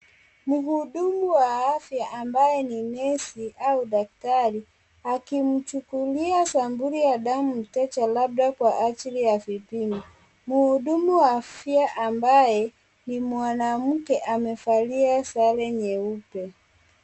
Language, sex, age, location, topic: Swahili, female, 18-24, Kisii, health